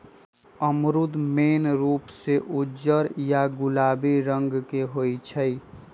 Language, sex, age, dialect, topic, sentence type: Magahi, male, 25-30, Western, agriculture, statement